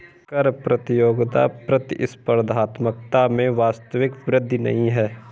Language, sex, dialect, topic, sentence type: Hindi, male, Kanauji Braj Bhasha, banking, statement